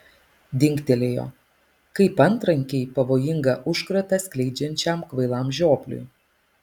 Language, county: Lithuanian, Alytus